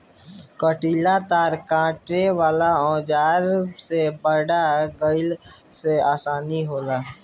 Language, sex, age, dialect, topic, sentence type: Bhojpuri, male, <18, Northern, agriculture, statement